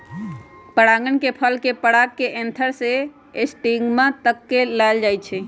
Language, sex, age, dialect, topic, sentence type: Magahi, female, 31-35, Western, agriculture, statement